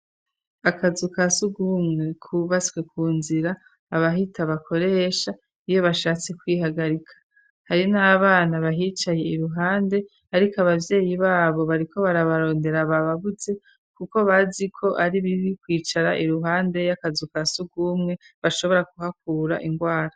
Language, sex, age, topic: Rundi, female, 36-49, education